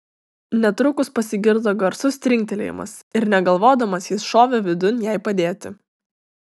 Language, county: Lithuanian, Tauragė